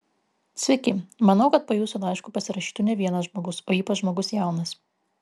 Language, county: Lithuanian, Kaunas